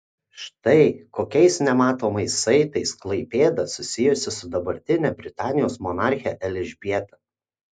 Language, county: Lithuanian, Kaunas